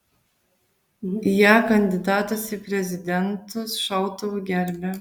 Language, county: Lithuanian, Vilnius